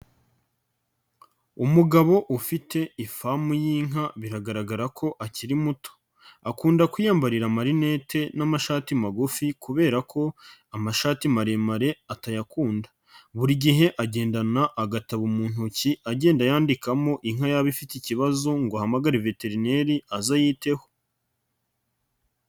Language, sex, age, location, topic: Kinyarwanda, male, 25-35, Nyagatare, agriculture